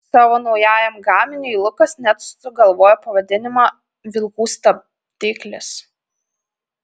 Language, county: Lithuanian, Panevėžys